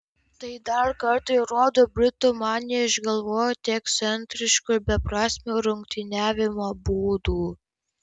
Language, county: Lithuanian, Kaunas